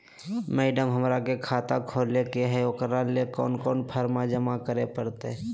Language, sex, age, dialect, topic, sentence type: Magahi, male, 18-24, Southern, banking, question